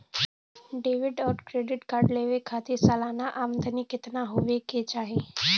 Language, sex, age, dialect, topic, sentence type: Bhojpuri, female, 18-24, Western, banking, question